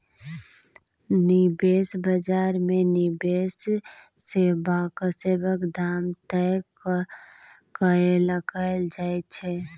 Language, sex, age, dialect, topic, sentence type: Maithili, female, 25-30, Bajjika, banking, statement